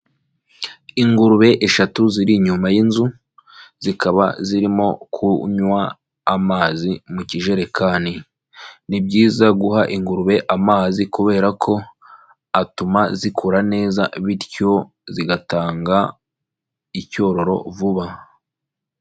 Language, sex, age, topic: Kinyarwanda, male, 25-35, agriculture